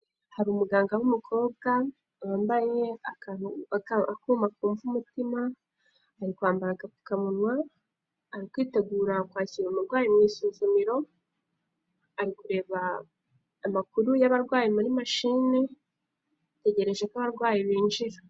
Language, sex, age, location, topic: Kinyarwanda, female, 18-24, Kigali, health